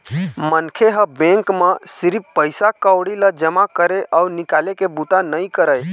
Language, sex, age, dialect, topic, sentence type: Chhattisgarhi, male, 18-24, Eastern, banking, statement